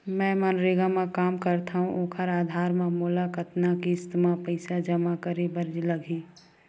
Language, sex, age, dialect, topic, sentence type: Chhattisgarhi, female, 18-24, Western/Budati/Khatahi, banking, question